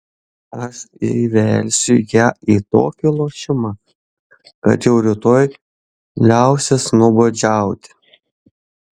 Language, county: Lithuanian, Šiauliai